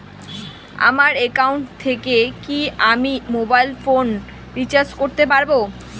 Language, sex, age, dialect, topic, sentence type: Bengali, female, 18-24, Rajbangshi, banking, question